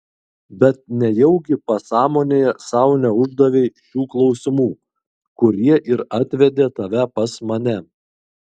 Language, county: Lithuanian, Kaunas